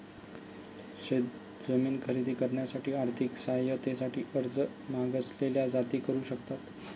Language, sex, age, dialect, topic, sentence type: Marathi, male, 25-30, Northern Konkan, agriculture, statement